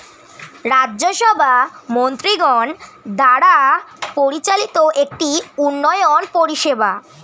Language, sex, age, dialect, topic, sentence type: Bengali, male, <18, Standard Colloquial, banking, statement